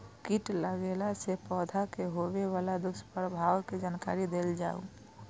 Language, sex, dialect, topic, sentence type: Maithili, female, Eastern / Thethi, agriculture, question